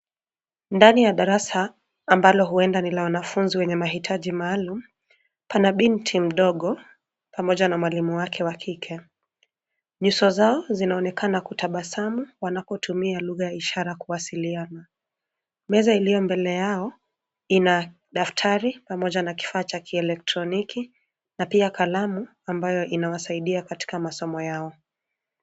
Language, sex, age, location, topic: Swahili, female, 25-35, Nairobi, education